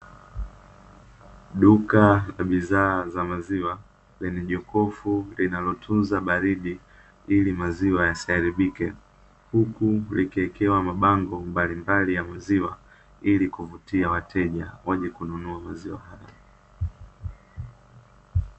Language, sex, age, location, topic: Swahili, male, 18-24, Dar es Salaam, finance